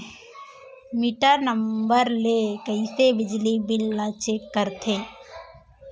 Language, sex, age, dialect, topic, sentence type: Chhattisgarhi, female, 25-30, Central, banking, question